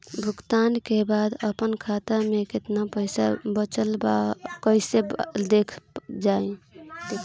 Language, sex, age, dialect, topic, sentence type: Bhojpuri, female, <18, Northern, banking, question